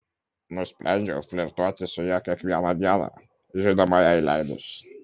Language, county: Lithuanian, Kaunas